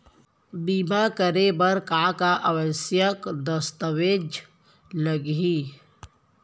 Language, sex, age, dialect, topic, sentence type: Chhattisgarhi, female, 31-35, Central, banking, question